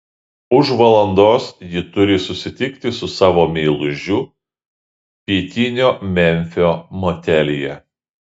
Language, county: Lithuanian, Šiauliai